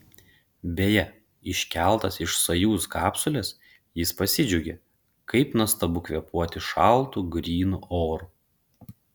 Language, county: Lithuanian, Panevėžys